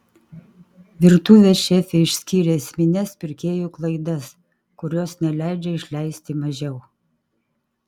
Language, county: Lithuanian, Kaunas